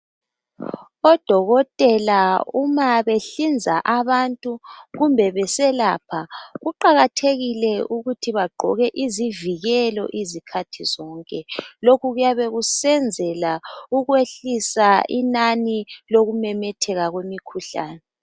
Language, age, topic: North Ndebele, 25-35, health